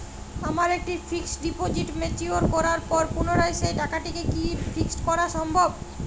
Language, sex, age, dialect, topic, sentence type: Bengali, female, 25-30, Jharkhandi, banking, question